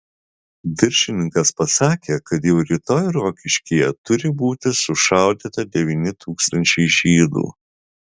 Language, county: Lithuanian, Vilnius